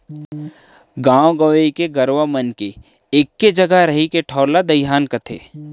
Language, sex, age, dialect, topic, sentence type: Chhattisgarhi, male, 31-35, Central, agriculture, statement